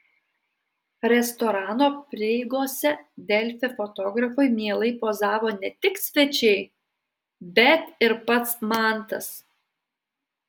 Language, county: Lithuanian, Alytus